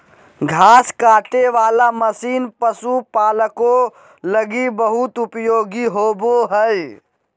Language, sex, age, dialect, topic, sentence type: Magahi, male, 56-60, Southern, agriculture, statement